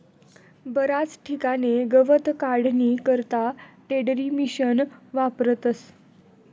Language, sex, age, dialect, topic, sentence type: Marathi, female, 25-30, Northern Konkan, agriculture, statement